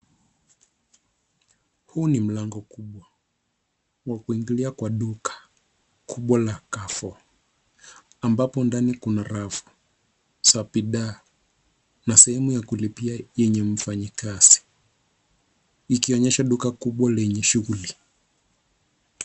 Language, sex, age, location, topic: Swahili, male, 25-35, Nairobi, finance